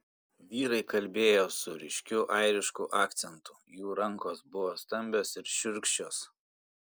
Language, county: Lithuanian, Šiauliai